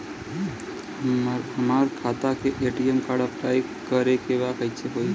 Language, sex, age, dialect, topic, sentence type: Bhojpuri, male, 18-24, Southern / Standard, banking, question